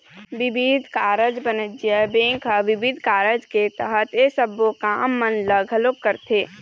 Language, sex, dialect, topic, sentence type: Chhattisgarhi, female, Eastern, banking, statement